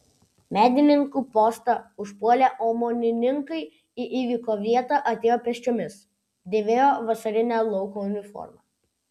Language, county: Lithuanian, Vilnius